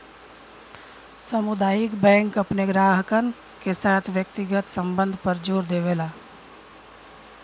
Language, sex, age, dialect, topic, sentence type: Bhojpuri, female, 41-45, Western, banking, statement